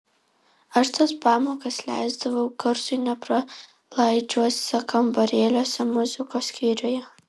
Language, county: Lithuanian, Alytus